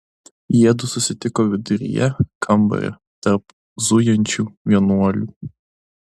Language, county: Lithuanian, Klaipėda